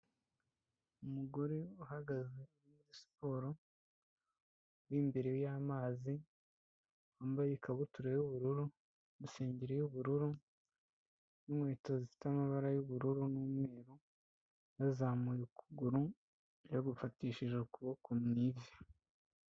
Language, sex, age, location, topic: Kinyarwanda, female, 25-35, Kigali, health